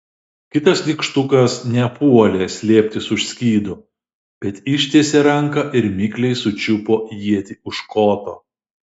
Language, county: Lithuanian, Šiauliai